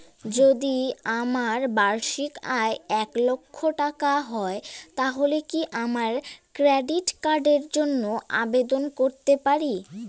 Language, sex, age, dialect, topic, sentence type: Bengali, female, 18-24, Rajbangshi, banking, question